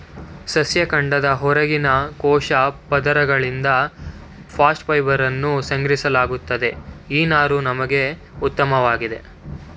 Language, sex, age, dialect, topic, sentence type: Kannada, male, 31-35, Mysore Kannada, agriculture, statement